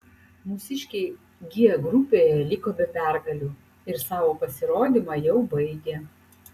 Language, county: Lithuanian, Utena